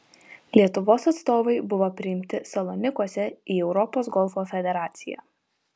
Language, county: Lithuanian, Vilnius